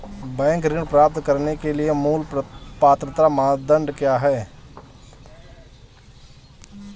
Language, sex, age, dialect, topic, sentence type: Hindi, male, 25-30, Marwari Dhudhari, banking, question